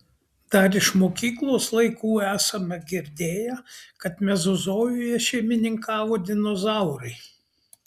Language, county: Lithuanian, Kaunas